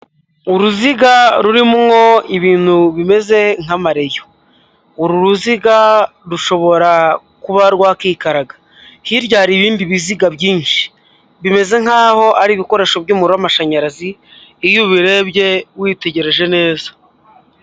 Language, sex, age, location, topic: Kinyarwanda, male, 25-35, Huye, health